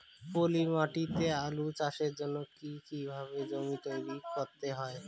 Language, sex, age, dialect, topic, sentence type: Bengali, male, 18-24, Rajbangshi, agriculture, question